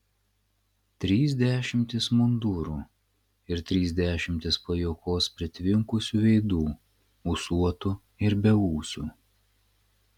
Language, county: Lithuanian, Klaipėda